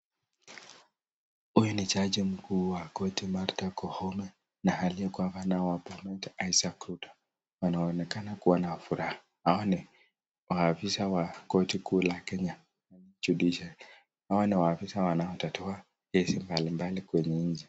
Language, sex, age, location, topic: Swahili, male, 18-24, Nakuru, government